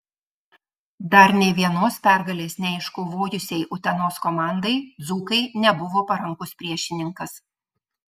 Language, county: Lithuanian, Marijampolė